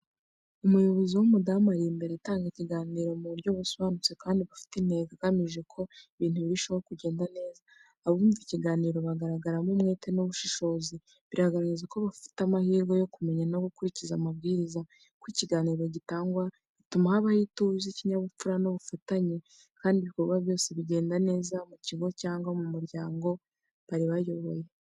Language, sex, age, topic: Kinyarwanda, female, 25-35, education